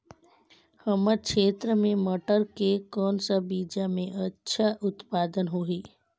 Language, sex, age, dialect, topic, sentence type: Chhattisgarhi, female, 18-24, Northern/Bhandar, agriculture, question